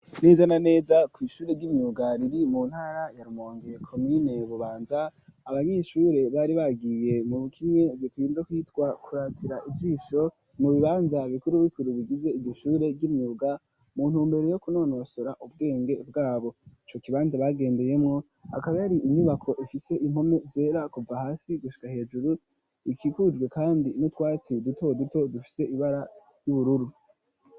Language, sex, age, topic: Rundi, female, 18-24, education